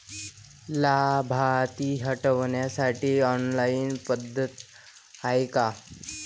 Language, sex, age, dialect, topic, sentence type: Marathi, male, 25-30, Varhadi, banking, question